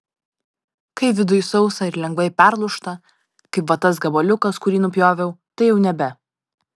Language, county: Lithuanian, Vilnius